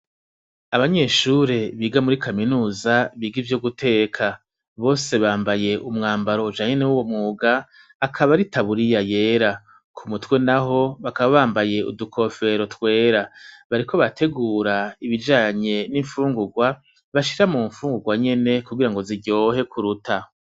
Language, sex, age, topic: Rundi, male, 50+, education